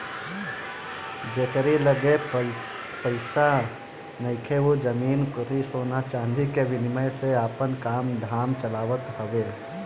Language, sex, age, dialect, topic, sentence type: Bhojpuri, male, 25-30, Northern, banking, statement